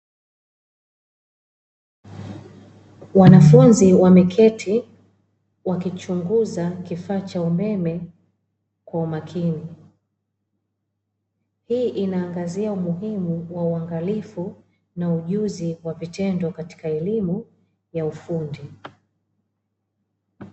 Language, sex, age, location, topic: Swahili, female, 25-35, Dar es Salaam, education